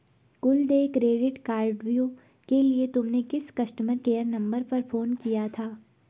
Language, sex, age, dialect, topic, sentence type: Hindi, female, 18-24, Garhwali, banking, statement